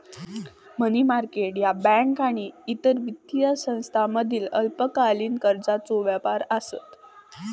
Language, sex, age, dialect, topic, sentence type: Marathi, female, 18-24, Southern Konkan, banking, statement